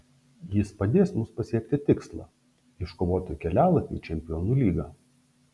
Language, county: Lithuanian, Šiauliai